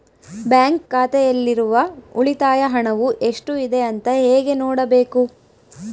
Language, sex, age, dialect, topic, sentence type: Kannada, female, 25-30, Central, banking, question